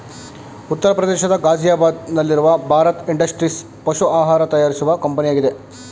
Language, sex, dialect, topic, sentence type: Kannada, male, Mysore Kannada, agriculture, statement